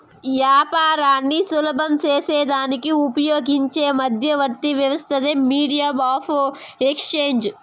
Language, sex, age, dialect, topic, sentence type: Telugu, female, 18-24, Southern, banking, statement